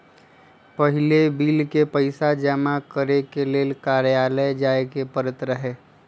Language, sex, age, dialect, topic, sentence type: Magahi, female, 51-55, Western, banking, statement